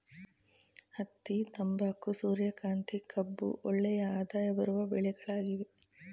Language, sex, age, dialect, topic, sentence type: Kannada, female, 36-40, Mysore Kannada, agriculture, statement